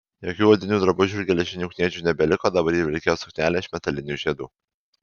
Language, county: Lithuanian, Alytus